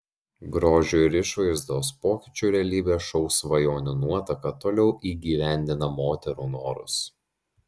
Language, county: Lithuanian, Šiauliai